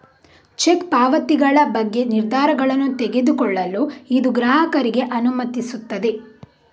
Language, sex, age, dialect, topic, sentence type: Kannada, female, 51-55, Coastal/Dakshin, banking, statement